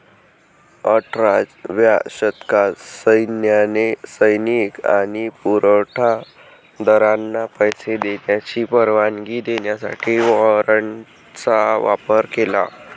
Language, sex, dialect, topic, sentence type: Marathi, male, Varhadi, banking, statement